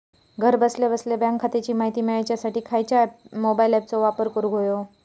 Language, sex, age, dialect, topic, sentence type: Marathi, female, 18-24, Southern Konkan, banking, question